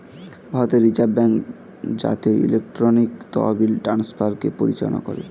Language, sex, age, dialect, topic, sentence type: Bengali, male, 18-24, Standard Colloquial, banking, statement